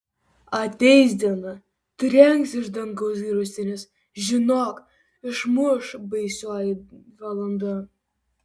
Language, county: Lithuanian, Vilnius